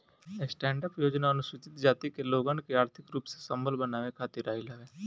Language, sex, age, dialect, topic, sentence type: Bhojpuri, male, 18-24, Northern, banking, statement